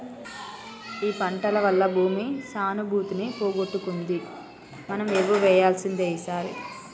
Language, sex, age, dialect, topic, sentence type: Telugu, female, 31-35, Telangana, agriculture, statement